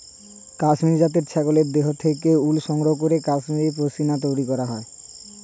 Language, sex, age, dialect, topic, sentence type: Bengali, male, 18-24, Standard Colloquial, agriculture, statement